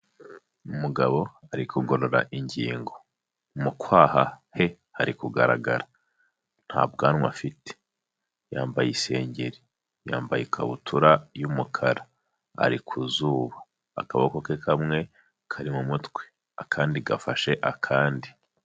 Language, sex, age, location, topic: Kinyarwanda, male, 25-35, Huye, health